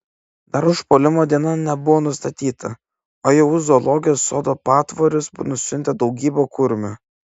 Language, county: Lithuanian, Klaipėda